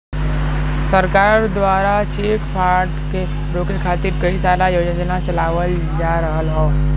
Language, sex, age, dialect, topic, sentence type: Bhojpuri, male, 18-24, Western, banking, statement